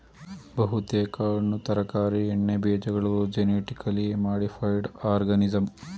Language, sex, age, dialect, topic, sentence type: Kannada, male, 18-24, Mysore Kannada, agriculture, statement